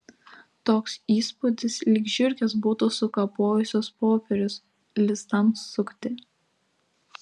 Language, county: Lithuanian, Klaipėda